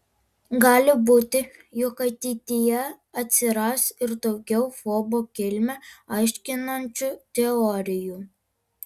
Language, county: Lithuanian, Alytus